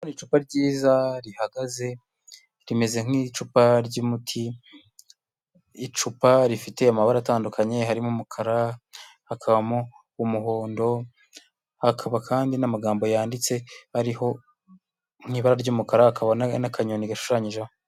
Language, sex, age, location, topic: Kinyarwanda, male, 25-35, Huye, health